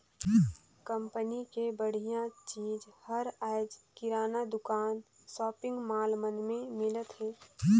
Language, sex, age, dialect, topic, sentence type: Chhattisgarhi, female, 25-30, Northern/Bhandar, agriculture, statement